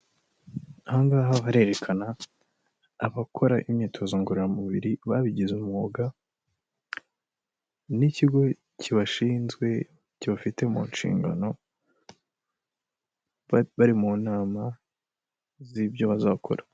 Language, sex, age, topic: Kinyarwanda, male, 18-24, government